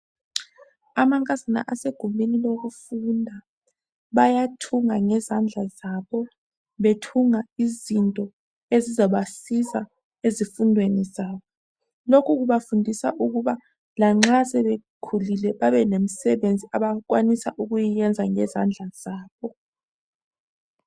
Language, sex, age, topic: North Ndebele, female, 25-35, health